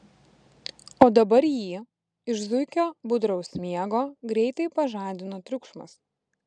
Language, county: Lithuanian, Vilnius